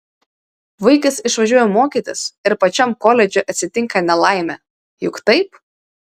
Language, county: Lithuanian, Vilnius